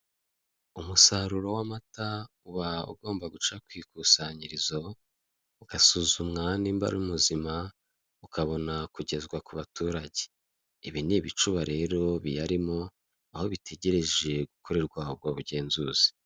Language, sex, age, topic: Kinyarwanda, male, 25-35, finance